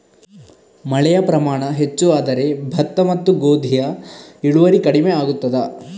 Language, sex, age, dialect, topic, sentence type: Kannada, male, 41-45, Coastal/Dakshin, agriculture, question